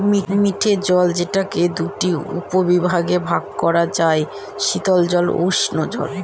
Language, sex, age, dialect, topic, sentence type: Bengali, female, 25-30, Northern/Varendri, agriculture, statement